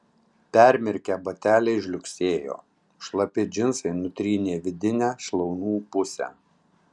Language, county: Lithuanian, Tauragė